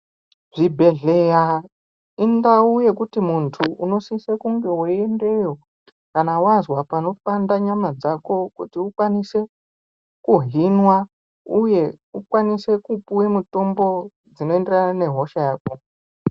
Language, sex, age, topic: Ndau, male, 25-35, health